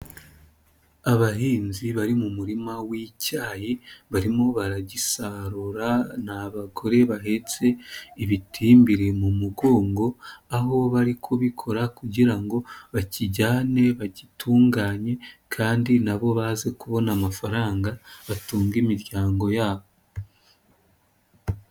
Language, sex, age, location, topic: Kinyarwanda, female, 25-35, Nyagatare, agriculture